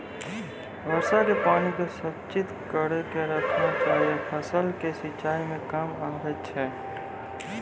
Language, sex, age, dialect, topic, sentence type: Maithili, male, 18-24, Angika, agriculture, question